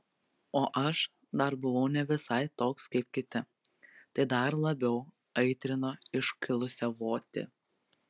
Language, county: Lithuanian, Telšiai